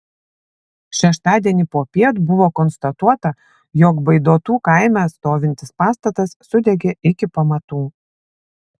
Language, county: Lithuanian, Vilnius